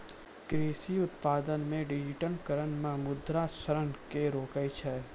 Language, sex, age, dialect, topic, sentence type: Maithili, male, 41-45, Angika, agriculture, statement